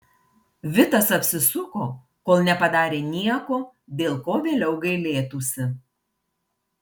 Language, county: Lithuanian, Marijampolė